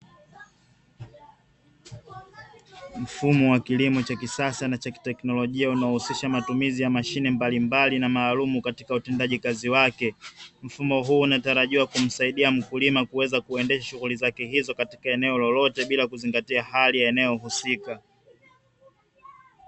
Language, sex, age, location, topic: Swahili, male, 25-35, Dar es Salaam, agriculture